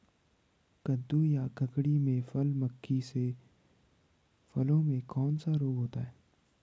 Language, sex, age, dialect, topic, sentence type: Hindi, male, 18-24, Garhwali, agriculture, question